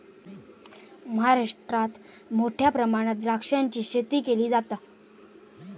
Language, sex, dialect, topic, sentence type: Marathi, male, Southern Konkan, agriculture, statement